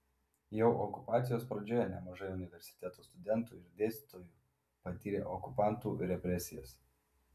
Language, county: Lithuanian, Vilnius